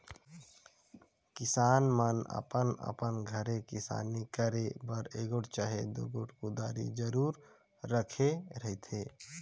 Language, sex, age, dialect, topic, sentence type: Chhattisgarhi, male, 25-30, Northern/Bhandar, agriculture, statement